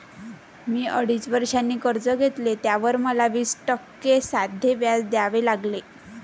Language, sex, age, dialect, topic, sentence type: Marathi, female, 25-30, Varhadi, banking, statement